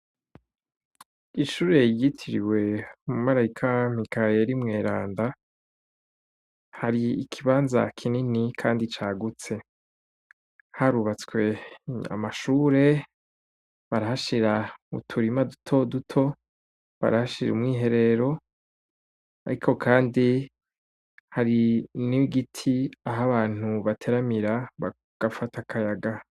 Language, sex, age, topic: Rundi, male, 25-35, education